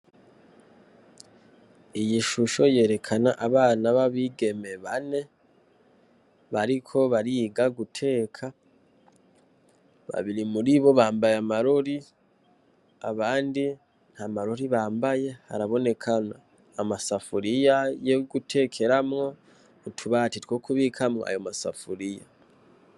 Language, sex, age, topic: Rundi, male, 18-24, education